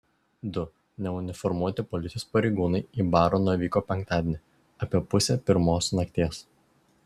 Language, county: Lithuanian, Šiauliai